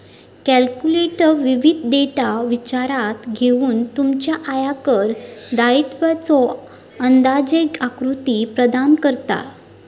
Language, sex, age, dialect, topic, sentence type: Marathi, female, 31-35, Southern Konkan, banking, statement